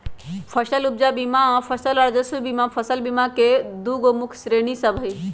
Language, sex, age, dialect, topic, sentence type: Magahi, male, 18-24, Western, banking, statement